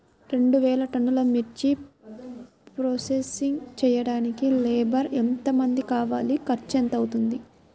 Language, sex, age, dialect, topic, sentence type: Telugu, male, 60-100, Central/Coastal, agriculture, question